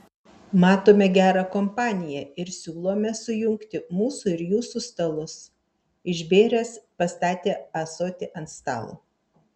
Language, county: Lithuanian, Vilnius